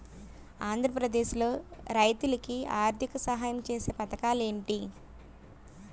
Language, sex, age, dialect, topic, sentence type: Telugu, female, 25-30, Utterandhra, agriculture, question